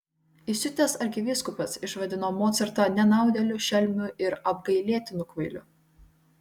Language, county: Lithuanian, Vilnius